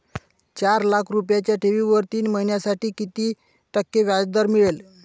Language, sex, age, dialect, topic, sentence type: Marathi, male, 46-50, Northern Konkan, banking, question